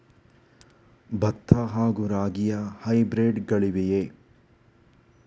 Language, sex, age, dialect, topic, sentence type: Kannada, male, 18-24, Coastal/Dakshin, agriculture, question